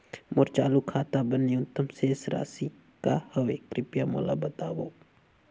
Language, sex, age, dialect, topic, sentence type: Chhattisgarhi, male, 18-24, Northern/Bhandar, banking, statement